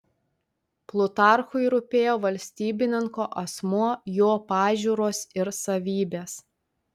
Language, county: Lithuanian, Telšiai